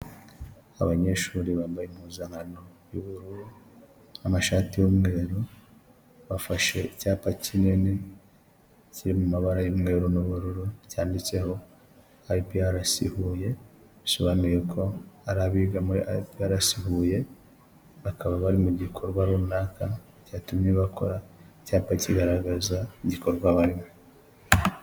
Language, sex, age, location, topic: Kinyarwanda, male, 25-35, Huye, education